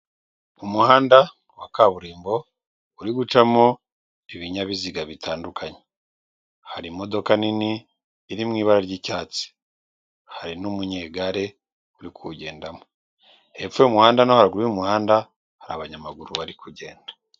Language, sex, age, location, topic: Kinyarwanda, male, 36-49, Kigali, government